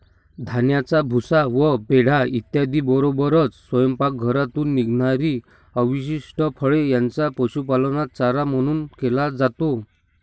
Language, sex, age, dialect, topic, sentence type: Marathi, male, 60-100, Standard Marathi, agriculture, statement